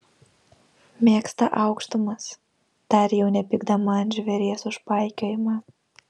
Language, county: Lithuanian, Vilnius